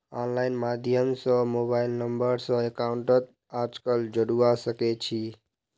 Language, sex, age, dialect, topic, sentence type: Magahi, male, 41-45, Northeastern/Surjapuri, banking, statement